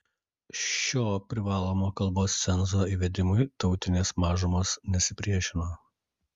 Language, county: Lithuanian, Kaunas